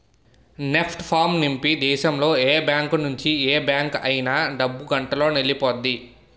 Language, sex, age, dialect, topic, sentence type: Telugu, male, 18-24, Utterandhra, banking, statement